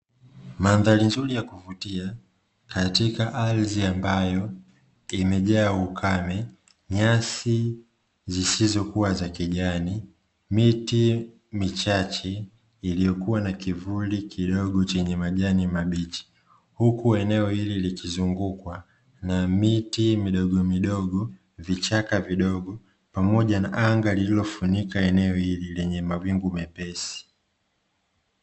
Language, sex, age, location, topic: Swahili, male, 25-35, Dar es Salaam, agriculture